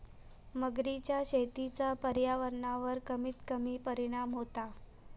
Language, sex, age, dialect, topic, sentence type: Marathi, female, 18-24, Southern Konkan, agriculture, statement